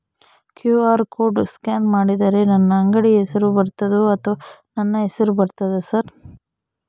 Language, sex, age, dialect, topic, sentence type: Kannada, female, 18-24, Central, banking, question